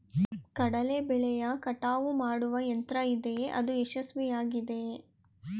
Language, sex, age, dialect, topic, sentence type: Kannada, female, 18-24, Mysore Kannada, agriculture, question